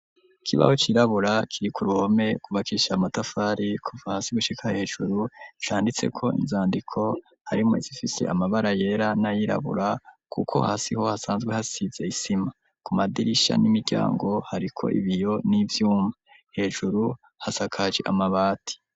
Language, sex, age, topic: Rundi, male, 25-35, education